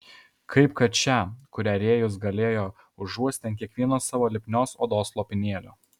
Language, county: Lithuanian, Alytus